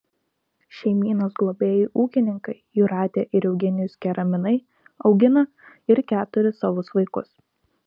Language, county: Lithuanian, Kaunas